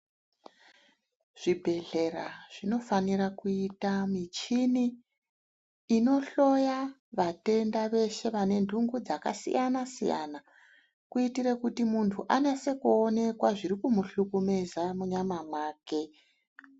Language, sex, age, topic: Ndau, female, 36-49, health